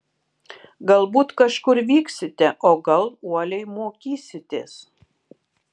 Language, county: Lithuanian, Kaunas